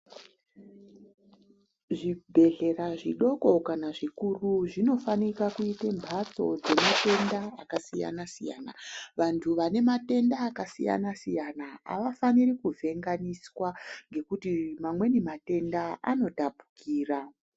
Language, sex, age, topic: Ndau, female, 36-49, health